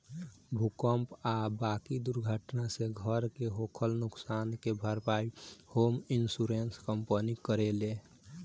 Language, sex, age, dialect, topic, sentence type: Bhojpuri, male, 18-24, Southern / Standard, banking, statement